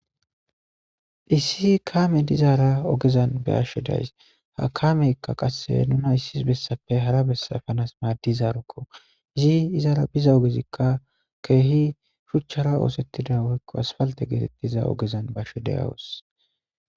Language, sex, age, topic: Gamo, male, 18-24, government